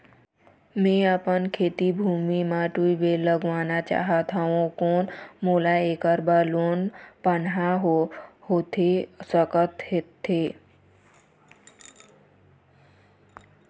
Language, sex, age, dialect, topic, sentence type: Chhattisgarhi, female, 25-30, Eastern, banking, question